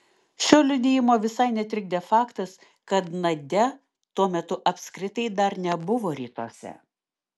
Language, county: Lithuanian, Klaipėda